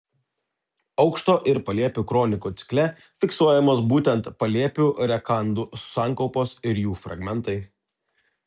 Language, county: Lithuanian, Telšiai